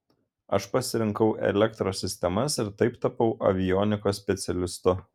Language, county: Lithuanian, Šiauliai